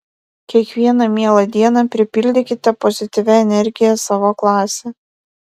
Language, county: Lithuanian, Vilnius